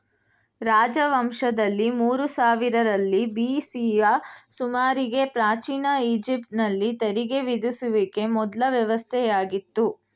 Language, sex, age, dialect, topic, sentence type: Kannada, female, 18-24, Mysore Kannada, banking, statement